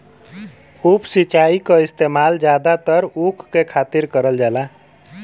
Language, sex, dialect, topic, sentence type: Bhojpuri, male, Western, agriculture, statement